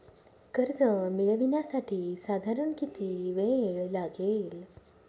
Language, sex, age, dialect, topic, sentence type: Marathi, female, 31-35, Northern Konkan, banking, question